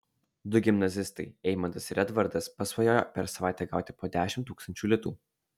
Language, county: Lithuanian, Alytus